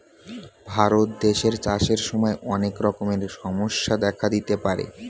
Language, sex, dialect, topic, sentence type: Bengali, male, Standard Colloquial, agriculture, statement